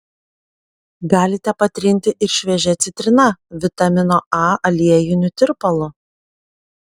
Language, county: Lithuanian, Panevėžys